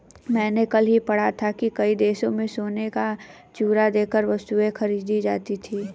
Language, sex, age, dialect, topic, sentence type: Hindi, female, 31-35, Hindustani Malvi Khadi Boli, banking, statement